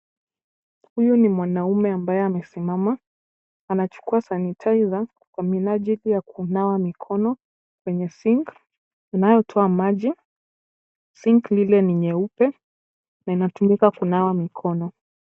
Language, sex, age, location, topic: Swahili, female, 18-24, Kisumu, health